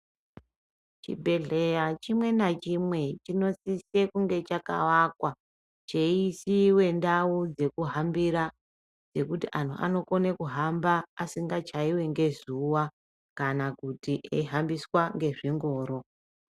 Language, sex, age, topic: Ndau, female, 36-49, health